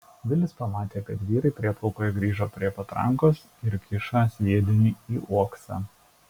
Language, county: Lithuanian, Šiauliai